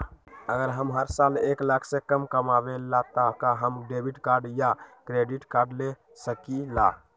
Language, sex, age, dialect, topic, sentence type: Magahi, male, 18-24, Western, banking, question